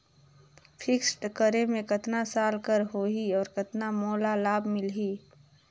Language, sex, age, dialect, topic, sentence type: Chhattisgarhi, female, 41-45, Northern/Bhandar, banking, question